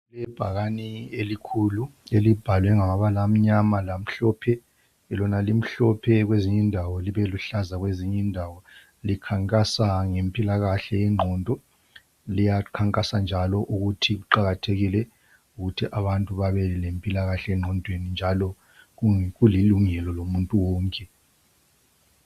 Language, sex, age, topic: North Ndebele, male, 50+, health